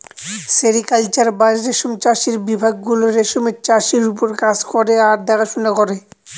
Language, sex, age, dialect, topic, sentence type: Bengali, male, 25-30, Northern/Varendri, agriculture, statement